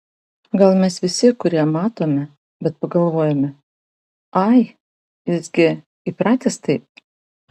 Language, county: Lithuanian, Vilnius